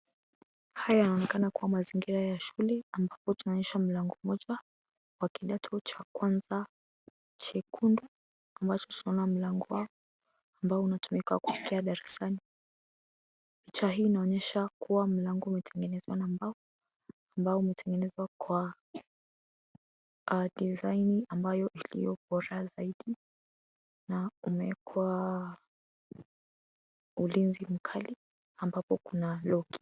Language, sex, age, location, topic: Swahili, female, 18-24, Kisii, education